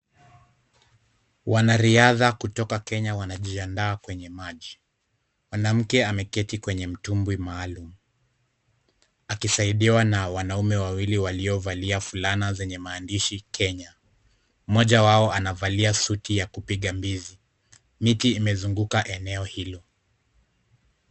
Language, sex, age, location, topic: Swahili, male, 25-35, Kisumu, education